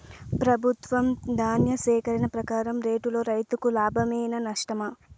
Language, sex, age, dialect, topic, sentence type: Telugu, female, 18-24, Southern, agriculture, question